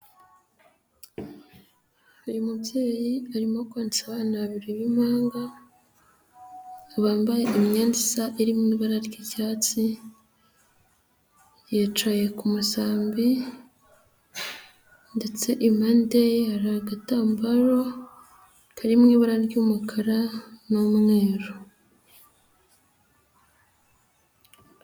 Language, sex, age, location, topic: Kinyarwanda, female, 18-24, Nyagatare, health